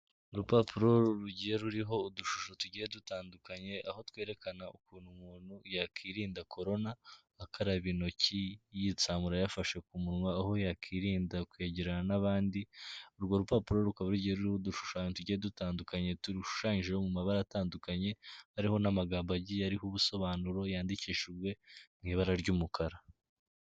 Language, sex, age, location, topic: Kinyarwanda, male, 18-24, Kigali, health